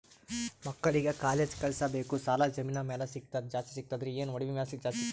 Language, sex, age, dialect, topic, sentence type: Kannada, male, 18-24, Northeastern, banking, question